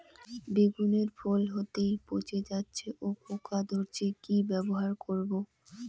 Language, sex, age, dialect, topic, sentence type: Bengali, female, 18-24, Rajbangshi, agriculture, question